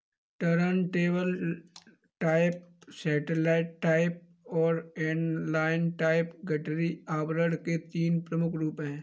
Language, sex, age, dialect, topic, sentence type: Hindi, male, 25-30, Kanauji Braj Bhasha, agriculture, statement